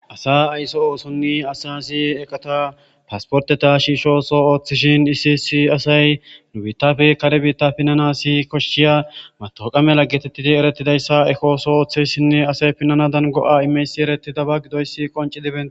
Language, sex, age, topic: Gamo, male, 18-24, government